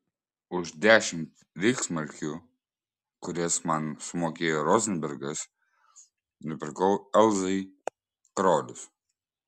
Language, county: Lithuanian, Klaipėda